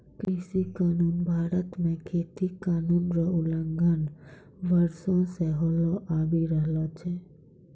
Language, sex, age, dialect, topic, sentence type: Maithili, female, 18-24, Angika, agriculture, statement